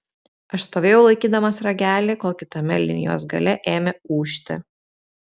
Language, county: Lithuanian, Telšiai